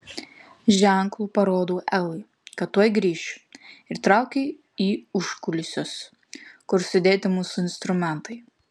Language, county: Lithuanian, Kaunas